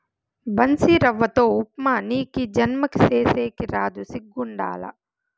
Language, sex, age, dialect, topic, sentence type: Telugu, female, 25-30, Southern, agriculture, statement